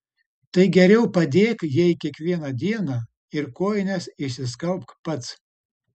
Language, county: Lithuanian, Utena